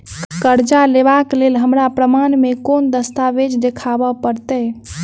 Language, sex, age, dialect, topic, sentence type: Maithili, female, 18-24, Southern/Standard, banking, statement